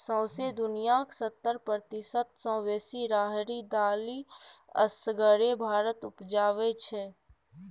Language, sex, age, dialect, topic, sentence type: Maithili, male, 41-45, Bajjika, agriculture, statement